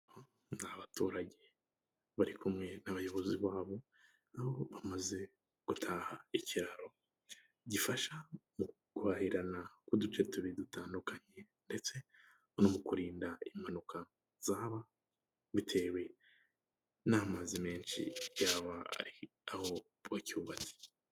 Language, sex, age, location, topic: Kinyarwanda, male, 18-24, Nyagatare, government